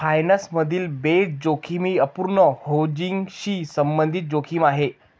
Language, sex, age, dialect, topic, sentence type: Marathi, male, 25-30, Varhadi, banking, statement